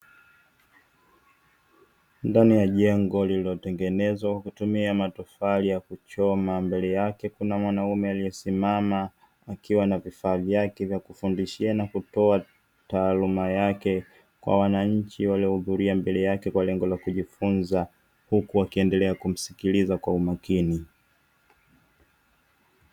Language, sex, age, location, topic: Swahili, male, 25-35, Dar es Salaam, education